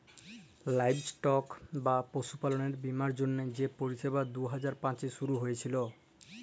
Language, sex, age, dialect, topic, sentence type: Bengali, male, 18-24, Jharkhandi, agriculture, statement